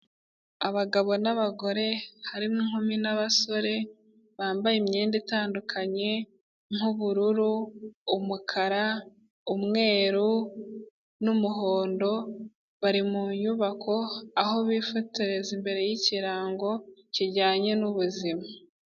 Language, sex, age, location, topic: Kinyarwanda, female, 18-24, Kigali, health